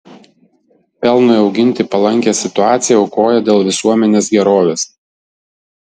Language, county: Lithuanian, Vilnius